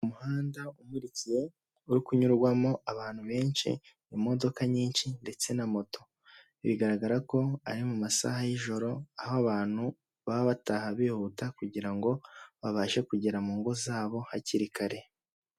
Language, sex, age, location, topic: Kinyarwanda, male, 18-24, Huye, government